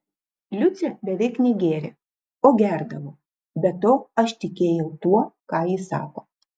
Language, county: Lithuanian, Klaipėda